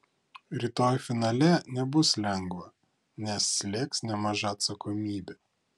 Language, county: Lithuanian, Klaipėda